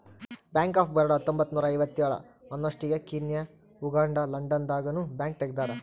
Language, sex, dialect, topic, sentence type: Kannada, male, Central, banking, statement